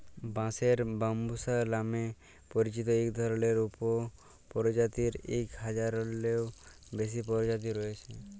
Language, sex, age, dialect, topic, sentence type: Bengali, male, 41-45, Jharkhandi, agriculture, statement